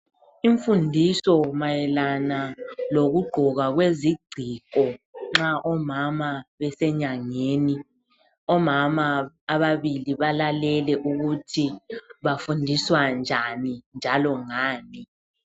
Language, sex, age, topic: North Ndebele, female, 36-49, health